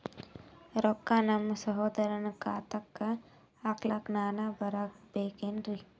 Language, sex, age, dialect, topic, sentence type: Kannada, female, 18-24, Northeastern, banking, question